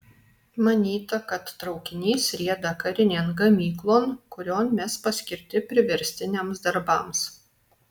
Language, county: Lithuanian, Alytus